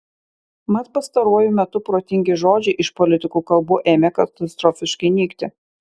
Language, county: Lithuanian, Kaunas